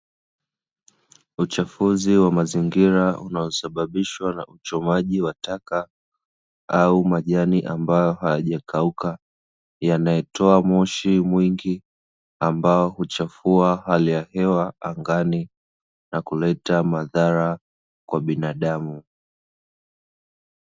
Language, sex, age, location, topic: Swahili, male, 25-35, Dar es Salaam, health